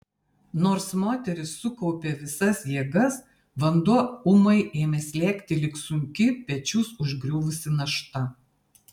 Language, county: Lithuanian, Vilnius